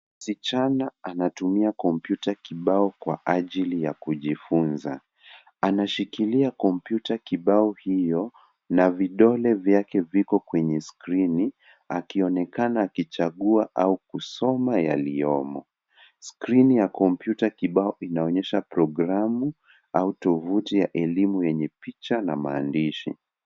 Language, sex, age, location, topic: Swahili, male, 25-35, Nairobi, education